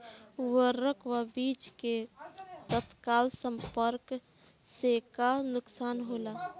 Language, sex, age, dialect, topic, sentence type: Bhojpuri, female, 18-24, Southern / Standard, agriculture, question